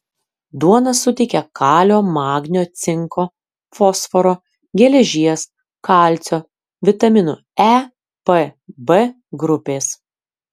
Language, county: Lithuanian, Kaunas